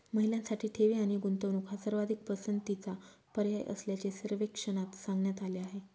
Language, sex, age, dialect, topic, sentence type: Marathi, female, 25-30, Northern Konkan, banking, statement